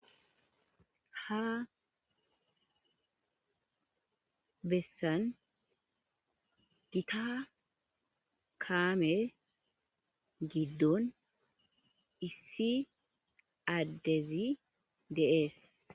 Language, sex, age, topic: Gamo, female, 25-35, agriculture